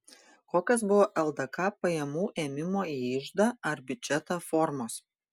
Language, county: Lithuanian, Panevėžys